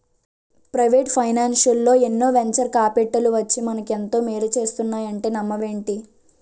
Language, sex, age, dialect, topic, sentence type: Telugu, female, 18-24, Utterandhra, banking, statement